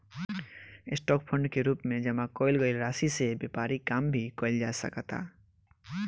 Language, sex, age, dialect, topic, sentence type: Bhojpuri, male, 18-24, Southern / Standard, banking, statement